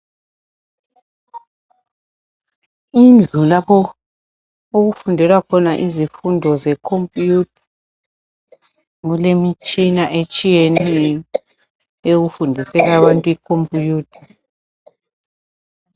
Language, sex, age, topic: North Ndebele, female, 50+, health